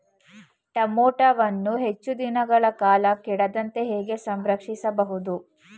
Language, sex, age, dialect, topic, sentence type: Kannada, female, 18-24, Mysore Kannada, agriculture, question